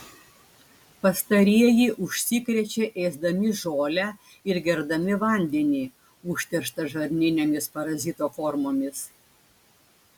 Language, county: Lithuanian, Klaipėda